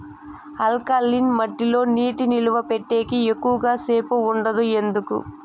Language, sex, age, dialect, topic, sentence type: Telugu, female, 18-24, Southern, agriculture, question